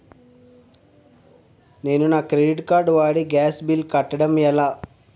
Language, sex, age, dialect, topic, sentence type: Telugu, male, 46-50, Utterandhra, banking, question